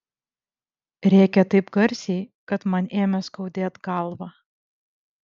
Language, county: Lithuanian, Vilnius